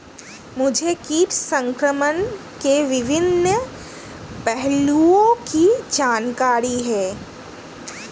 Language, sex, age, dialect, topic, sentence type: Hindi, female, 31-35, Hindustani Malvi Khadi Boli, agriculture, statement